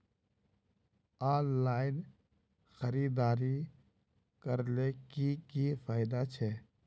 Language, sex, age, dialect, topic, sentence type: Magahi, male, 25-30, Northeastern/Surjapuri, agriculture, question